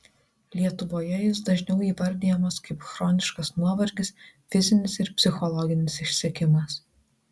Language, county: Lithuanian, Marijampolė